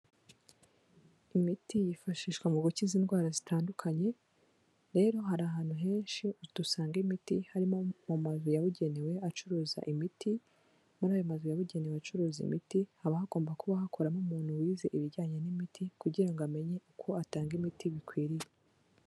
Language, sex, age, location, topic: Kinyarwanda, female, 18-24, Kigali, health